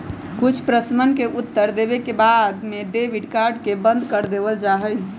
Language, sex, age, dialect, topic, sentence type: Magahi, female, 25-30, Western, banking, statement